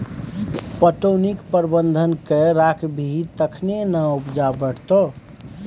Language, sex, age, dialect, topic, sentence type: Maithili, male, 31-35, Bajjika, agriculture, statement